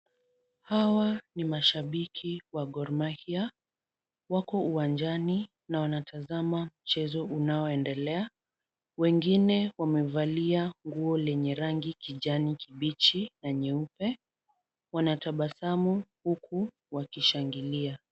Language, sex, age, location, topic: Swahili, female, 18-24, Kisumu, government